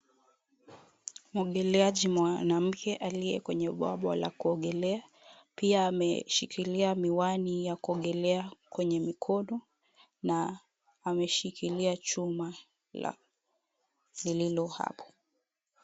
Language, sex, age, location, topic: Swahili, female, 50+, Kisumu, education